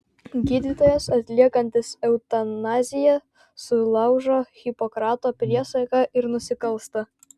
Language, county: Lithuanian, Vilnius